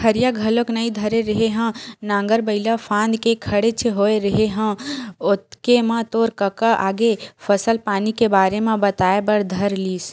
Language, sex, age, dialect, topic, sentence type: Chhattisgarhi, female, 25-30, Western/Budati/Khatahi, agriculture, statement